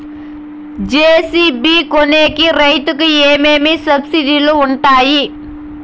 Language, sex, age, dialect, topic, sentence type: Telugu, female, 18-24, Southern, agriculture, question